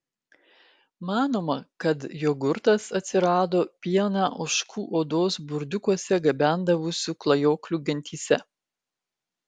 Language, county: Lithuanian, Klaipėda